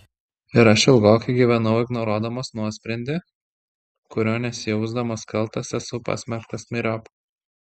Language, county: Lithuanian, Šiauliai